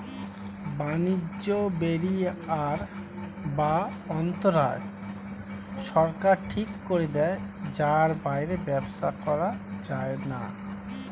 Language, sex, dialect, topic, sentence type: Bengali, male, Standard Colloquial, banking, statement